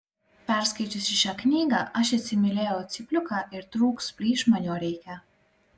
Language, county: Lithuanian, Klaipėda